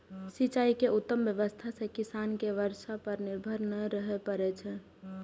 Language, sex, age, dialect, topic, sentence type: Maithili, female, 18-24, Eastern / Thethi, agriculture, statement